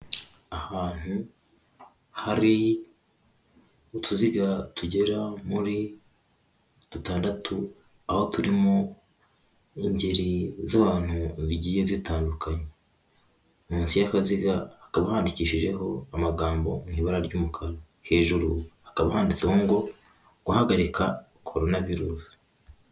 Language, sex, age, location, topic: Kinyarwanda, female, 18-24, Huye, health